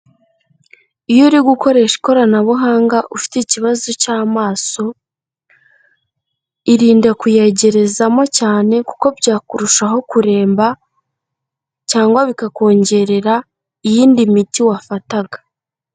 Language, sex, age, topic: Kinyarwanda, female, 18-24, health